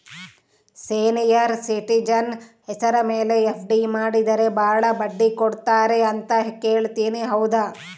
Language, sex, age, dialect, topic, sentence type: Kannada, female, 36-40, Central, banking, question